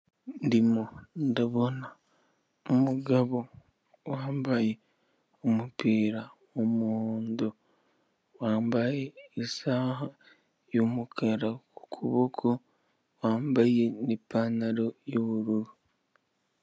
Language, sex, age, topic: Kinyarwanda, male, 18-24, finance